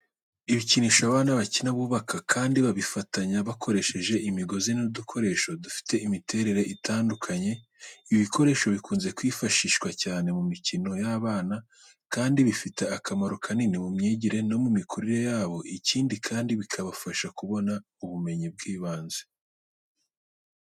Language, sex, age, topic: Kinyarwanda, male, 18-24, education